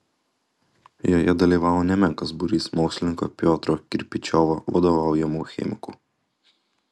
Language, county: Lithuanian, Utena